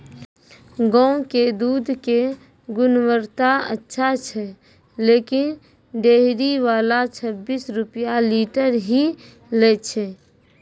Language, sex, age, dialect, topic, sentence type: Maithili, female, 25-30, Angika, agriculture, question